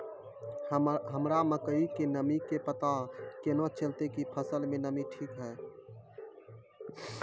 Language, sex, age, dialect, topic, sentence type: Maithili, male, 18-24, Angika, agriculture, question